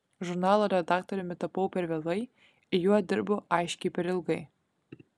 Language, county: Lithuanian, Kaunas